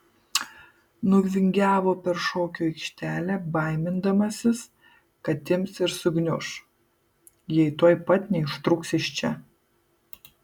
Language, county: Lithuanian, Kaunas